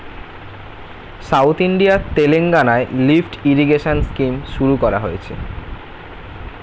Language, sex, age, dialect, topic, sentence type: Bengali, male, 18-24, Standard Colloquial, agriculture, statement